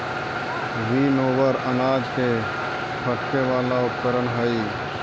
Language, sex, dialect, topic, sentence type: Magahi, male, Central/Standard, banking, statement